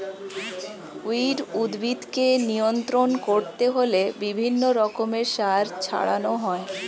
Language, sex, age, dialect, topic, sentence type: Bengali, female, 25-30, Standard Colloquial, agriculture, statement